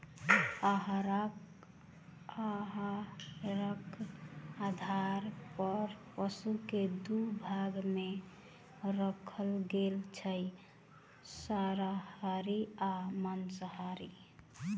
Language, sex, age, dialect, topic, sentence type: Maithili, female, 18-24, Southern/Standard, agriculture, statement